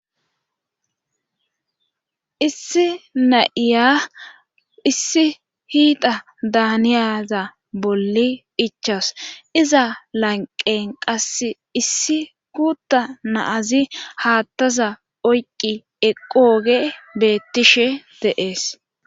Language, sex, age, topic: Gamo, female, 25-35, government